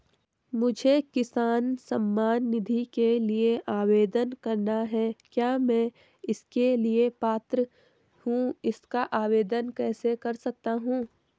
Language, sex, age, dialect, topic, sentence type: Hindi, female, 18-24, Garhwali, banking, question